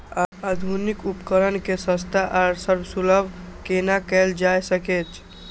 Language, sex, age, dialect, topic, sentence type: Maithili, male, 18-24, Eastern / Thethi, agriculture, question